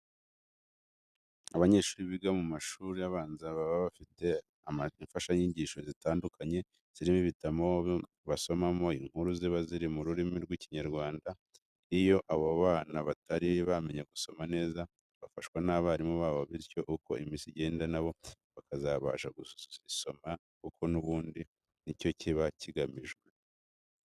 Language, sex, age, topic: Kinyarwanda, male, 25-35, education